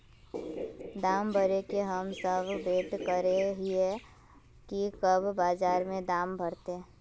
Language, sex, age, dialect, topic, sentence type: Magahi, female, 18-24, Northeastern/Surjapuri, agriculture, question